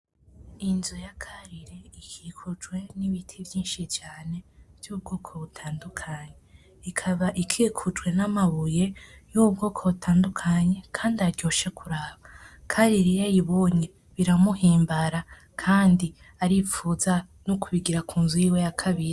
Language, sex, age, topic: Rundi, female, 18-24, agriculture